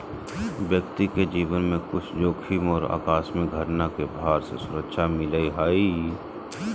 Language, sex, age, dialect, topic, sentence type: Magahi, male, 31-35, Southern, banking, statement